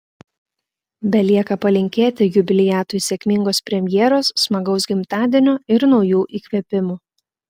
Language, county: Lithuanian, Klaipėda